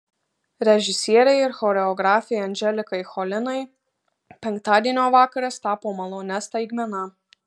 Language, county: Lithuanian, Marijampolė